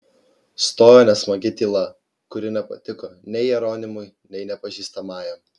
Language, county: Lithuanian, Klaipėda